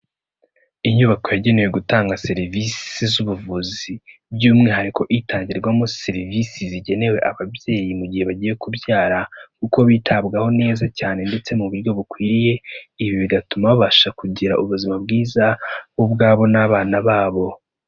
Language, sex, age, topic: Kinyarwanda, male, 18-24, health